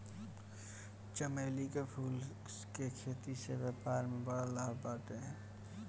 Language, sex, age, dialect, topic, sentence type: Bhojpuri, male, <18, Northern, agriculture, statement